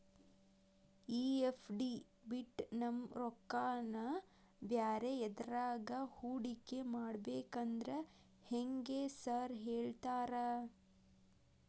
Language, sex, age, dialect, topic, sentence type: Kannada, female, 18-24, Dharwad Kannada, banking, question